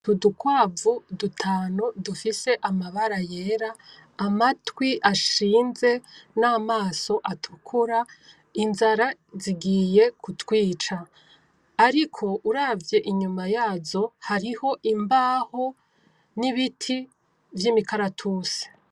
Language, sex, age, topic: Rundi, female, 25-35, agriculture